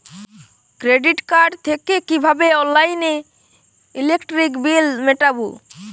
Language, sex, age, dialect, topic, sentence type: Bengali, male, <18, Jharkhandi, banking, question